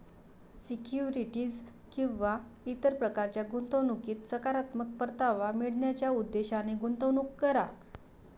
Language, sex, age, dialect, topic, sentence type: Marathi, female, 56-60, Varhadi, banking, statement